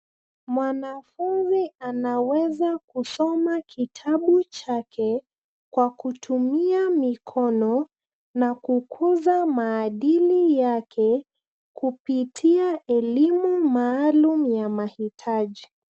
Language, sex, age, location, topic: Swahili, female, 25-35, Nairobi, education